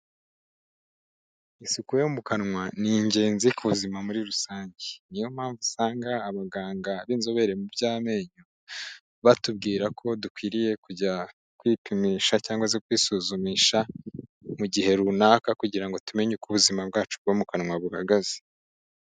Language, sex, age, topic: Kinyarwanda, male, 25-35, health